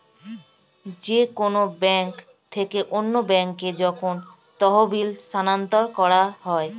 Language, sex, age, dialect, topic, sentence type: Bengali, female, 25-30, Standard Colloquial, banking, statement